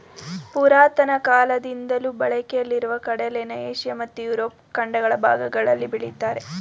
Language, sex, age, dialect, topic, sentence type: Kannada, female, 18-24, Mysore Kannada, agriculture, statement